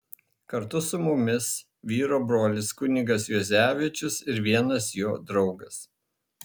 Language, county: Lithuanian, Šiauliai